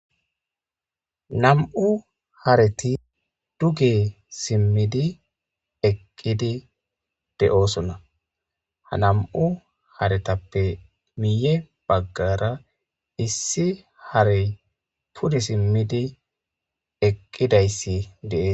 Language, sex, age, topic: Gamo, female, 25-35, agriculture